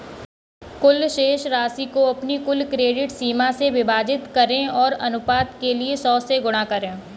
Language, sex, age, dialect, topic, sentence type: Hindi, female, 18-24, Kanauji Braj Bhasha, banking, statement